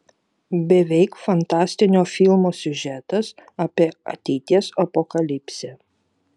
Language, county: Lithuanian, Vilnius